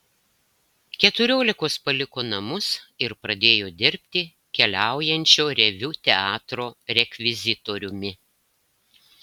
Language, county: Lithuanian, Klaipėda